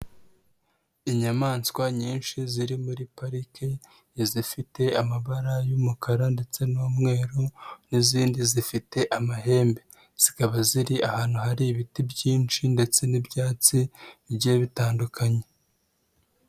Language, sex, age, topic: Kinyarwanda, female, 36-49, agriculture